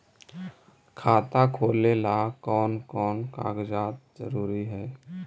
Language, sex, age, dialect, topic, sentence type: Magahi, male, 18-24, Central/Standard, banking, question